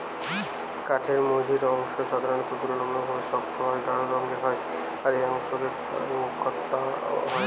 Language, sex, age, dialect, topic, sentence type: Bengali, male, 18-24, Western, agriculture, statement